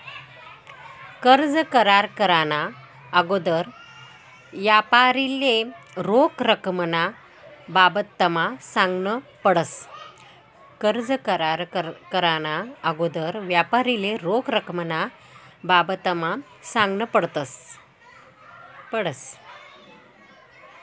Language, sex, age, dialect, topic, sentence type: Marathi, female, 18-24, Northern Konkan, banking, statement